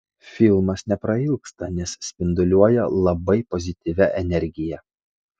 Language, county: Lithuanian, Kaunas